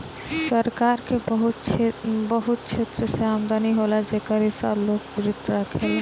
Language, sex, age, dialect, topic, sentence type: Bhojpuri, female, 18-24, Northern, banking, statement